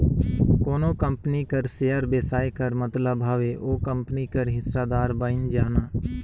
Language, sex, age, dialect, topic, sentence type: Chhattisgarhi, male, 18-24, Northern/Bhandar, banking, statement